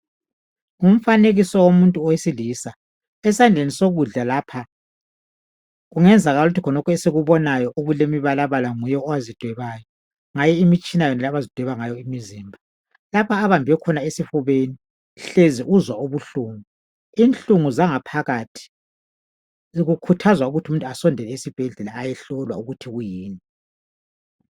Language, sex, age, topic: North Ndebele, female, 50+, health